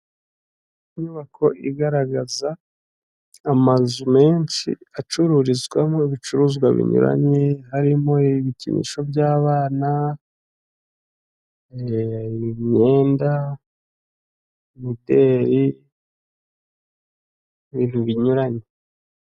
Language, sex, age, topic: Kinyarwanda, male, 25-35, finance